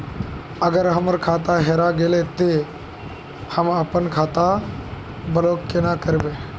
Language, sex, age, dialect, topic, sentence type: Magahi, male, 25-30, Northeastern/Surjapuri, banking, question